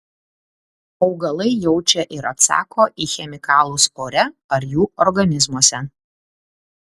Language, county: Lithuanian, Klaipėda